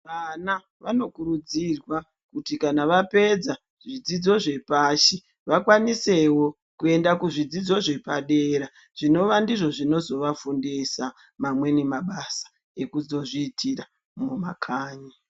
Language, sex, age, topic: Ndau, male, 50+, education